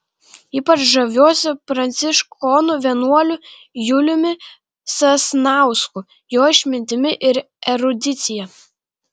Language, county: Lithuanian, Kaunas